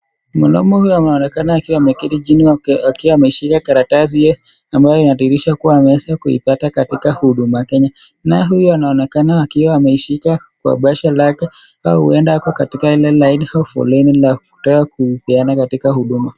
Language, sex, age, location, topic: Swahili, male, 25-35, Nakuru, government